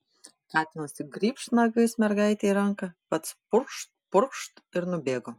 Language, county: Lithuanian, Panevėžys